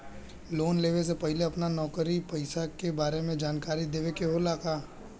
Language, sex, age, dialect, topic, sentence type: Bhojpuri, male, 18-24, Western, banking, question